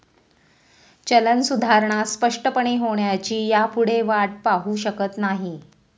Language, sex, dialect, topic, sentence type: Marathi, female, Standard Marathi, banking, statement